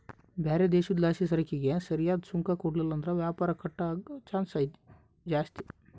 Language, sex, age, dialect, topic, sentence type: Kannada, male, 18-24, Central, banking, statement